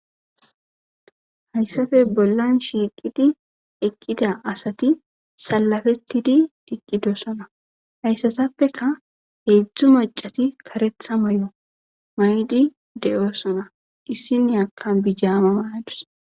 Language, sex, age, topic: Gamo, female, 25-35, government